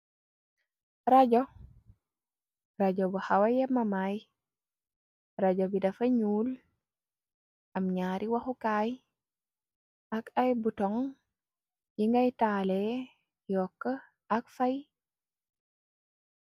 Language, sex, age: Wolof, female, 18-24